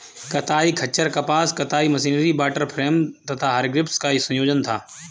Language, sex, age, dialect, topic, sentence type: Hindi, male, 18-24, Kanauji Braj Bhasha, agriculture, statement